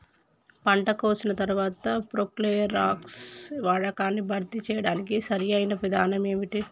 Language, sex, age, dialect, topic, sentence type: Telugu, male, 25-30, Telangana, agriculture, question